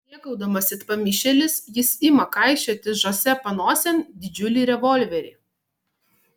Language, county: Lithuanian, Marijampolė